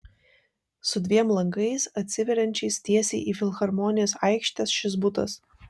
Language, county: Lithuanian, Vilnius